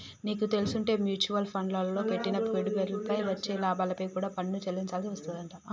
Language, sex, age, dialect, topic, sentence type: Telugu, male, 18-24, Telangana, banking, statement